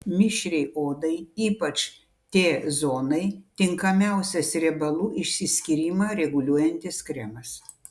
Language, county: Lithuanian, Utena